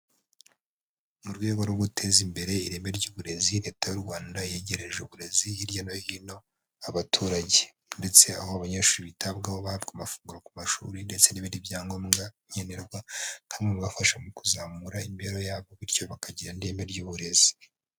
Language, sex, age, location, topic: Kinyarwanda, male, 25-35, Huye, education